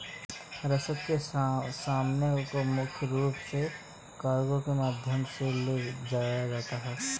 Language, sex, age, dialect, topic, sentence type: Hindi, male, 18-24, Kanauji Braj Bhasha, banking, statement